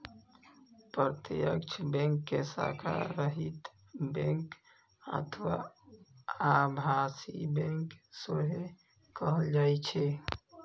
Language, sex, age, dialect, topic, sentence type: Maithili, male, 25-30, Eastern / Thethi, banking, statement